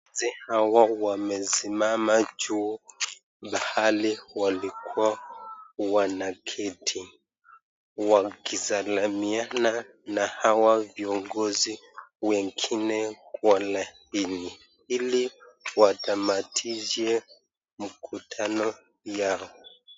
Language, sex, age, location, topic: Swahili, male, 25-35, Nakuru, government